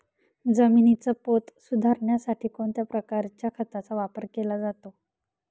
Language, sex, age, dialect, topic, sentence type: Marathi, female, 18-24, Northern Konkan, agriculture, question